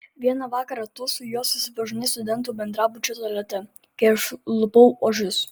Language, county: Lithuanian, Vilnius